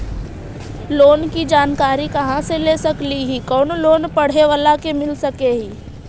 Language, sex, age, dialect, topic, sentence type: Magahi, female, 18-24, Central/Standard, banking, question